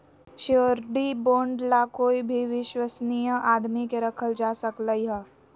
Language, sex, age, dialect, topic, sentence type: Magahi, female, 56-60, Western, banking, statement